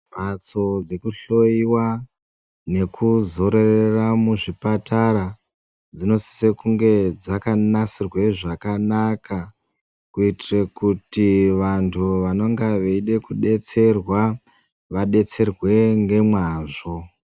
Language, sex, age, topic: Ndau, female, 25-35, health